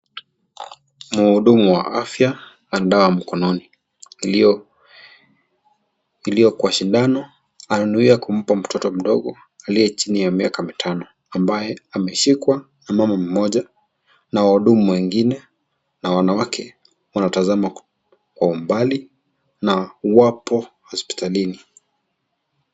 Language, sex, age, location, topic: Swahili, male, 25-35, Kisii, health